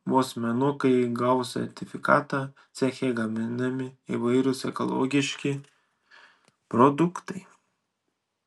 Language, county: Lithuanian, Šiauliai